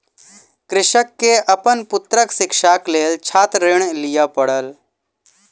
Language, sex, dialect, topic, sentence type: Maithili, male, Southern/Standard, banking, statement